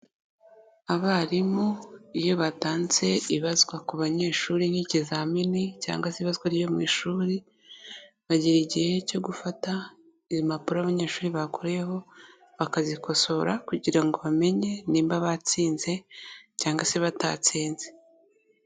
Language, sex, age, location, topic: Kinyarwanda, female, 18-24, Kigali, education